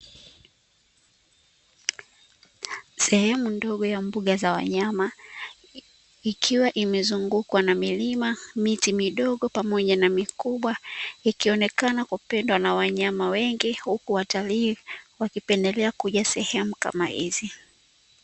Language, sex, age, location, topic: Swahili, female, 25-35, Dar es Salaam, agriculture